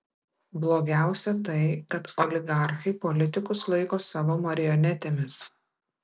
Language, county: Lithuanian, Vilnius